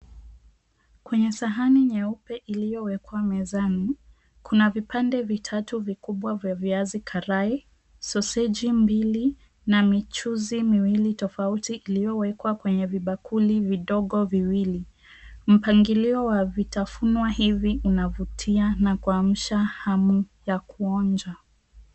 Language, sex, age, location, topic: Swahili, female, 25-35, Mombasa, agriculture